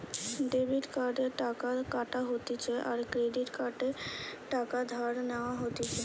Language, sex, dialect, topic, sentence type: Bengali, female, Western, banking, statement